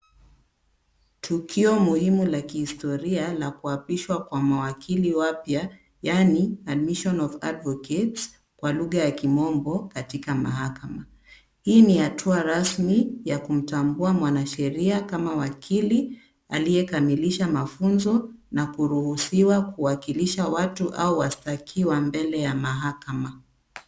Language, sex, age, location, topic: Swahili, female, 25-35, Kisumu, government